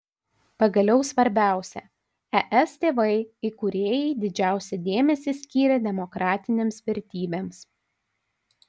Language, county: Lithuanian, Panevėžys